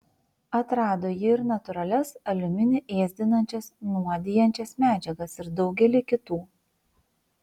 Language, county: Lithuanian, Vilnius